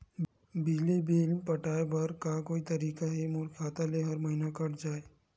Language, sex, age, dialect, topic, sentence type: Chhattisgarhi, male, 46-50, Western/Budati/Khatahi, banking, question